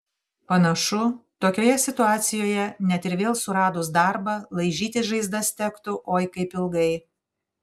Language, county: Lithuanian, Panevėžys